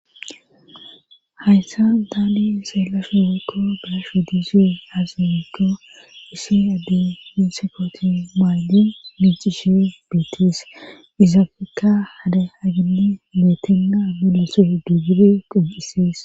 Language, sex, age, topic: Gamo, female, 25-35, government